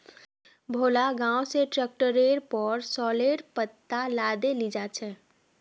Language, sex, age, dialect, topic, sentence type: Magahi, female, 18-24, Northeastern/Surjapuri, agriculture, statement